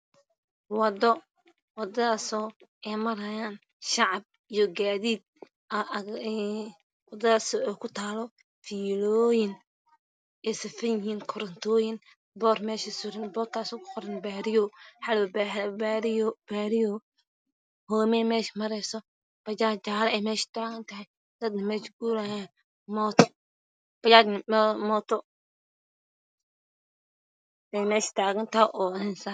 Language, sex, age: Somali, female, 18-24